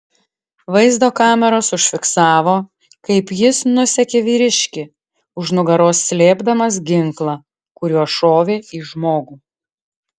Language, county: Lithuanian, Klaipėda